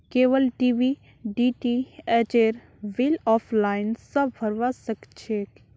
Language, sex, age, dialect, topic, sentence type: Magahi, female, 18-24, Northeastern/Surjapuri, banking, statement